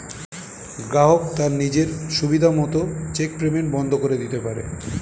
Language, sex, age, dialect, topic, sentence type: Bengali, male, 41-45, Standard Colloquial, banking, statement